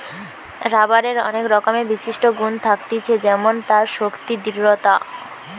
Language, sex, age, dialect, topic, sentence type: Bengali, female, 18-24, Western, agriculture, statement